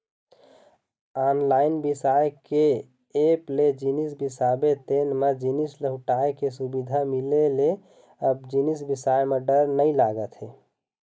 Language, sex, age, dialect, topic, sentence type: Chhattisgarhi, male, 25-30, Eastern, banking, statement